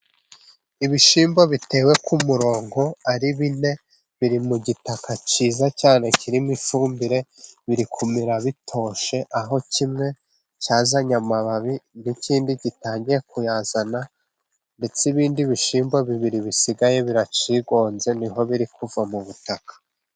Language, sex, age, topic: Kinyarwanda, male, 25-35, agriculture